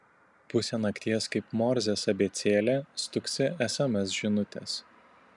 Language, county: Lithuanian, Tauragė